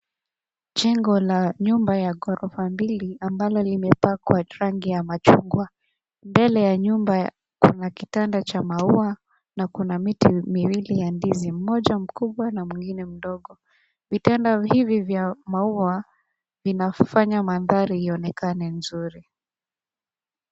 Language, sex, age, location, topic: Swahili, female, 25-35, Nairobi, finance